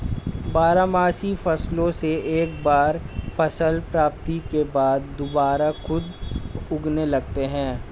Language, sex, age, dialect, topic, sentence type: Hindi, male, 18-24, Hindustani Malvi Khadi Boli, agriculture, statement